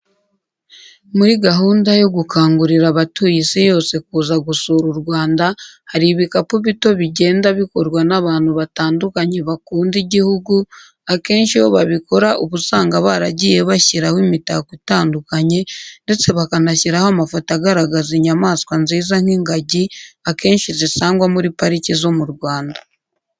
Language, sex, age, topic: Kinyarwanda, female, 18-24, education